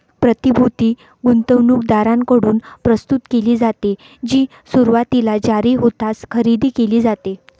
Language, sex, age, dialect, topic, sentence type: Marathi, female, 56-60, Northern Konkan, banking, statement